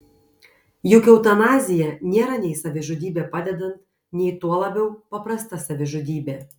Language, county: Lithuanian, Kaunas